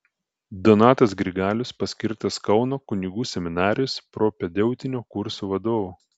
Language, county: Lithuanian, Telšiai